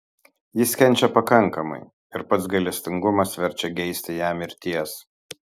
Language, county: Lithuanian, Kaunas